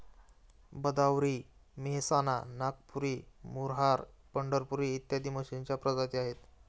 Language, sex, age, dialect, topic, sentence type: Marathi, male, 18-24, Standard Marathi, agriculture, statement